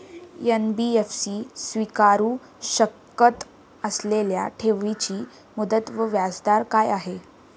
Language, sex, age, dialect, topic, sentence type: Marathi, female, 18-24, Standard Marathi, banking, question